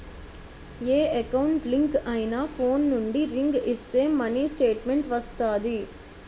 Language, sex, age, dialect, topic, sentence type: Telugu, male, 51-55, Utterandhra, banking, statement